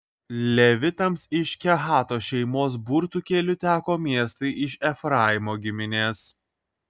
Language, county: Lithuanian, Kaunas